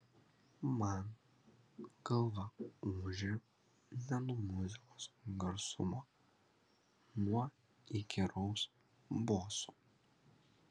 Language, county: Lithuanian, Kaunas